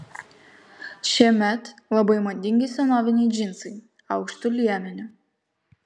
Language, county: Lithuanian, Kaunas